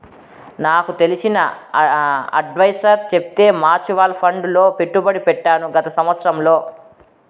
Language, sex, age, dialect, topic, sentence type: Telugu, female, 36-40, Southern, banking, statement